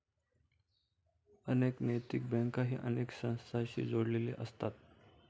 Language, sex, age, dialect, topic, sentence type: Marathi, male, 25-30, Standard Marathi, banking, statement